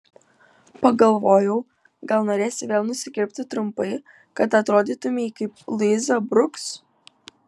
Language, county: Lithuanian, Utena